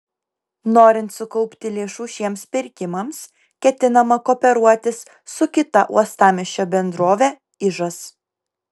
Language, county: Lithuanian, Kaunas